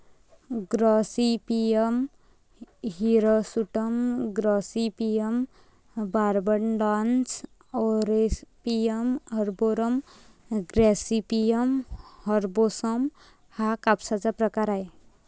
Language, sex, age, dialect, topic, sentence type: Marathi, female, 18-24, Varhadi, agriculture, statement